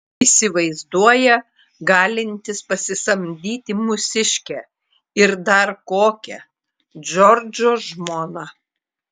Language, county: Lithuanian, Klaipėda